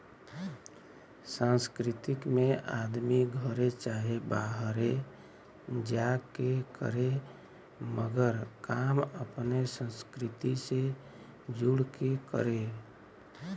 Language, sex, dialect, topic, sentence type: Bhojpuri, male, Western, banking, statement